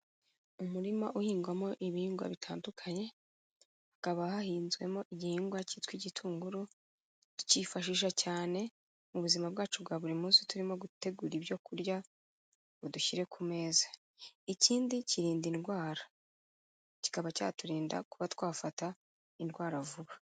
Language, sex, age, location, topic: Kinyarwanda, female, 36-49, Kigali, agriculture